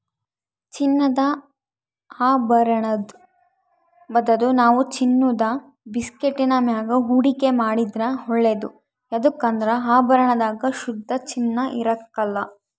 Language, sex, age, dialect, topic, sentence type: Kannada, female, 60-100, Central, banking, statement